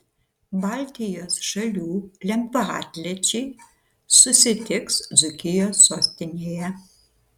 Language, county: Lithuanian, Šiauliai